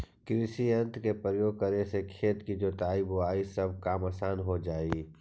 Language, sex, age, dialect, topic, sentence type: Magahi, male, 51-55, Central/Standard, banking, statement